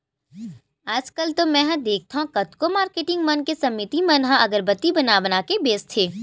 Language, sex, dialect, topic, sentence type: Chhattisgarhi, female, Western/Budati/Khatahi, banking, statement